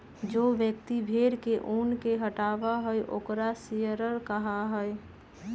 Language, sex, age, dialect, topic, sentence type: Magahi, female, 31-35, Western, agriculture, statement